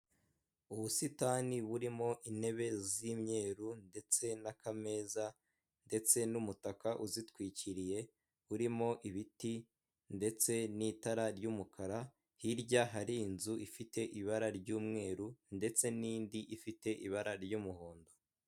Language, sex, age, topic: Kinyarwanda, male, 18-24, finance